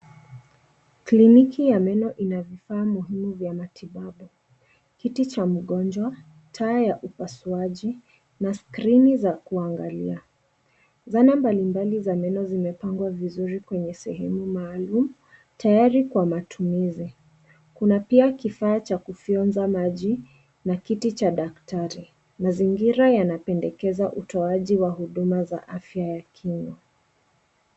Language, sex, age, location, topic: Swahili, female, 25-35, Nairobi, health